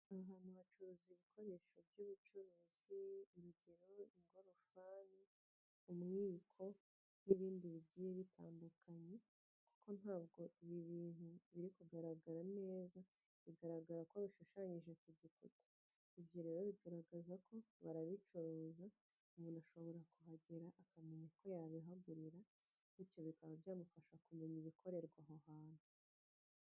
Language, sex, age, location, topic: Kinyarwanda, female, 25-35, Nyagatare, education